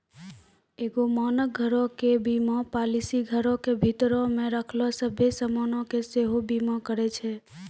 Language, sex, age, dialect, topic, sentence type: Maithili, female, 18-24, Angika, banking, statement